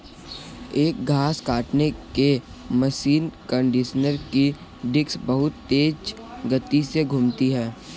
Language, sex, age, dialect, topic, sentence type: Hindi, male, 25-30, Kanauji Braj Bhasha, agriculture, statement